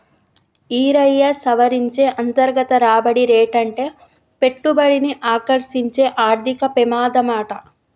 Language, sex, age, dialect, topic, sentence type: Telugu, female, 31-35, Telangana, banking, statement